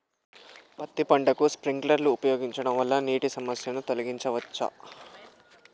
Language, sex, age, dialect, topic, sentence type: Telugu, male, 18-24, Telangana, agriculture, question